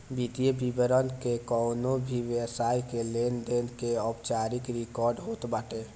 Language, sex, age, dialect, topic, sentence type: Bhojpuri, male, 18-24, Northern, banking, statement